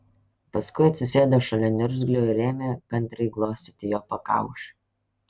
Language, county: Lithuanian, Kaunas